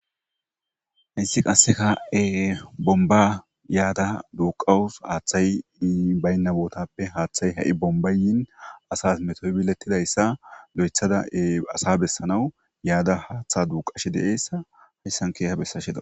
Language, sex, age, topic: Gamo, male, 25-35, government